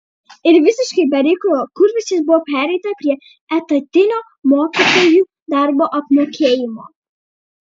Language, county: Lithuanian, Vilnius